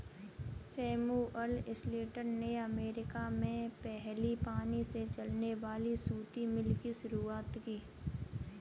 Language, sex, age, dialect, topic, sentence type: Hindi, female, 18-24, Kanauji Braj Bhasha, agriculture, statement